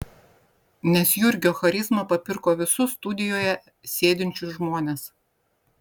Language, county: Lithuanian, Vilnius